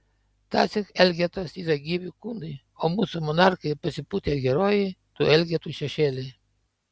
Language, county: Lithuanian, Panevėžys